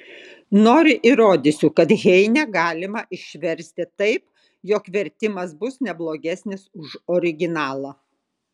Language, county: Lithuanian, Kaunas